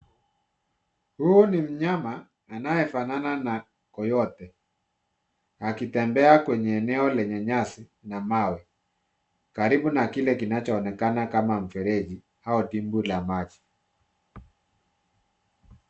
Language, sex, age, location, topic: Swahili, male, 50+, Nairobi, government